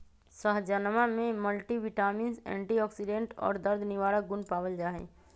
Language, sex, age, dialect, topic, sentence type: Magahi, male, 25-30, Western, agriculture, statement